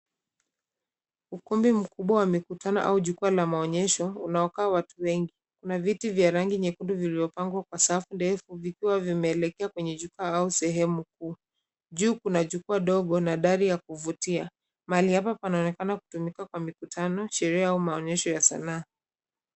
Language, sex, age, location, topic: Swahili, female, 25-35, Nairobi, education